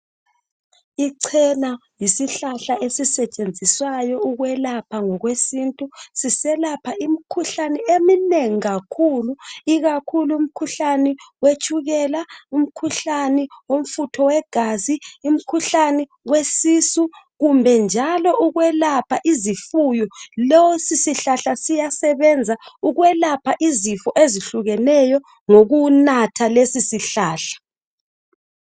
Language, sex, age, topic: North Ndebele, female, 36-49, health